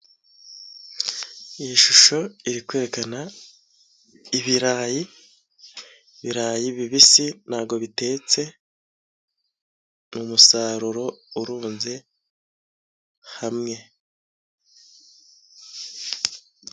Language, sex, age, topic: Kinyarwanda, male, 25-35, agriculture